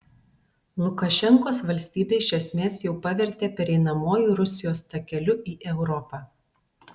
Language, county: Lithuanian, Alytus